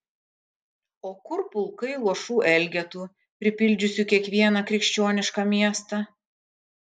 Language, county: Lithuanian, Kaunas